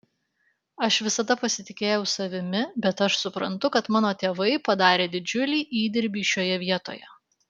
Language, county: Lithuanian, Alytus